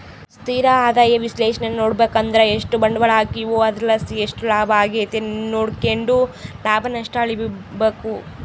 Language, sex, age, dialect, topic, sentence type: Kannada, female, 18-24, Central, banking, statement